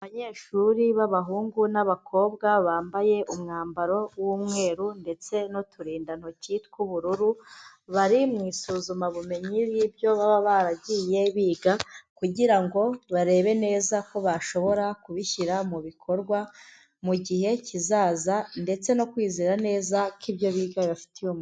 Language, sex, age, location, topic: Kinyarwanda, female, 25-35, Huye, education